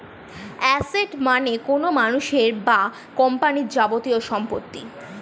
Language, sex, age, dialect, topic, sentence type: Bengali, female, 36-40, Standard Colloquial, banking, statement